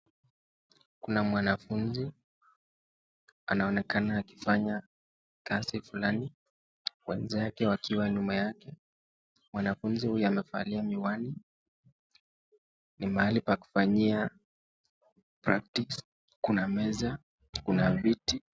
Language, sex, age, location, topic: Swahili, male, 18-24, Nakuru, health